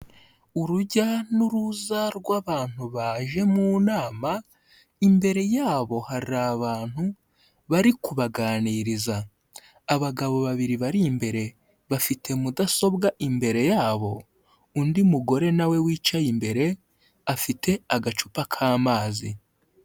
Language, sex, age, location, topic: Kinyarwanda, male, 18-24, Huye, health